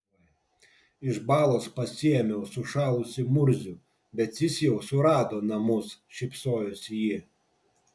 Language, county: Lithuanian, Vilnius